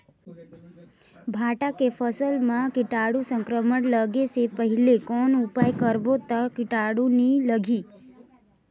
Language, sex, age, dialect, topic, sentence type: Chhattisgarhi, female, 18-24, Northern/Bhandar, agriculture, question